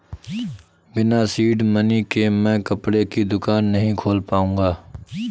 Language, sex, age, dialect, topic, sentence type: Hindi, male, 18-24, Awadhi Bundeli, banking, statement